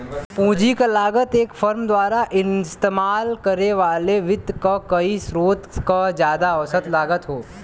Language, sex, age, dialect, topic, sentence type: Bhojpuri, male, 18-24, Western, banking, statement